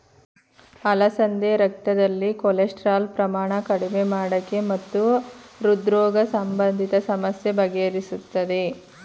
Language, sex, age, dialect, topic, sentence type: Kannada, female, 31-35, Mysore Kannada, agriculture, statement